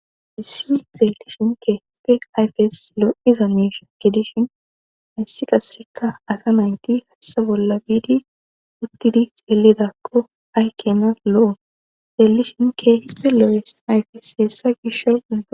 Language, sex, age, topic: Gamo, female, 25-35, government